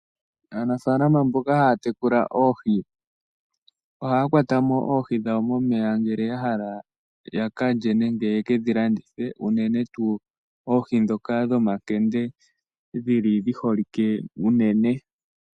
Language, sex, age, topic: Oshiwambo, male, 18-24, agriculture